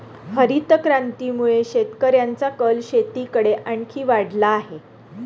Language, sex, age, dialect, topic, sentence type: Marathi, female, 31-35, Standard Marathi, agriculture, statement